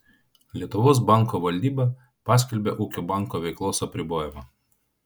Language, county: Lithuanian, Vilnius